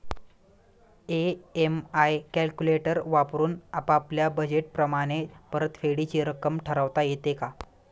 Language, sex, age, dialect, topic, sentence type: Marathi, male, 18-24, Standard Marathi, banking, question